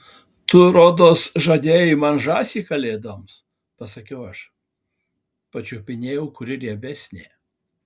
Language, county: Lithuanian, Alytus